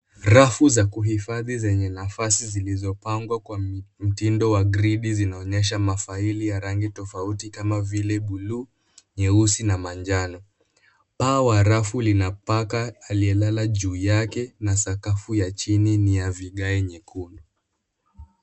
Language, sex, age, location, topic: Swahili, male, 18-24, Kisumu, education